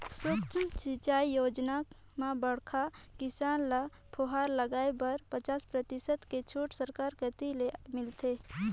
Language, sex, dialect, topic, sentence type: Chhattisgarhi, female, Northern/Bhandar, agriculture, statement